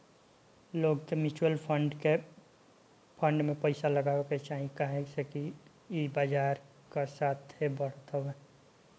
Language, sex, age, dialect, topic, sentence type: Bhojpuri, male, 18-24, Northern, banking, statement